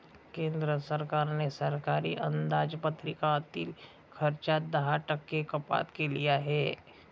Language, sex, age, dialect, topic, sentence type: Marathi, male, 60-100, Standard Marathi, banking, statement